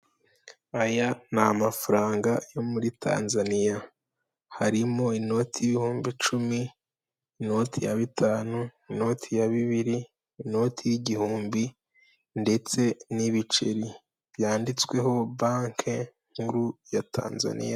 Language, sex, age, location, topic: Kinyarwanda, female, 18-24, Kigali, finance